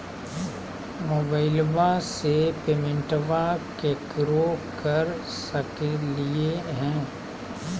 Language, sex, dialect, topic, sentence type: Magahi, male, Southern, banking, question